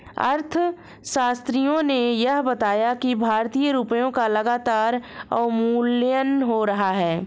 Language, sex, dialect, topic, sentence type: Hindi, female, Marwari Dhudhari, banking, statement